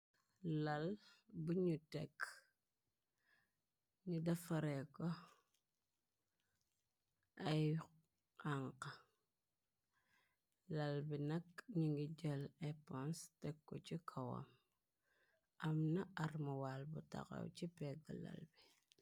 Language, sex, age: Wolof, female, 25-35